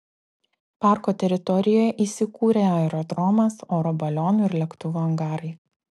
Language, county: Lithuanian, Klaipėda